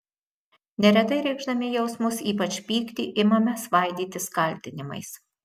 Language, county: Lithuanian, Marijampolė